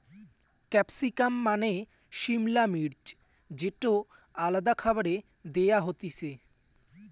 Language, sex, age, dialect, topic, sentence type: Bengali, male, <18, Rajbangshi, agriculture, statement